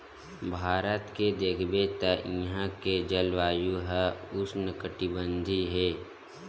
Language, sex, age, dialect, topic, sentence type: Chhattisgarhi, male, 18-24, Western/Budati/Khatahi, agriculture, statement